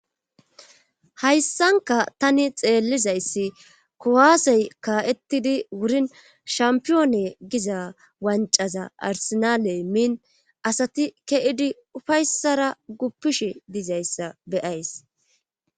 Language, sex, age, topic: Gamo, female, 36-49, government